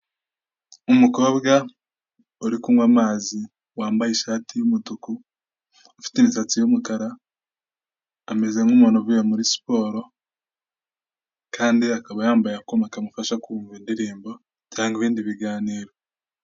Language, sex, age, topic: Kinyarwanda, male, 18-24, health